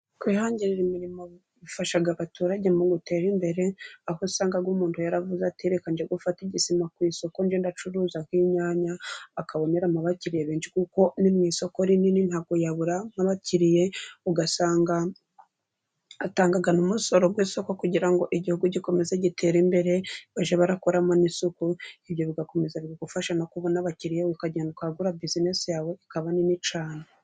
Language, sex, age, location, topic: Kinyarwanda, female, 25-35, Burera, finance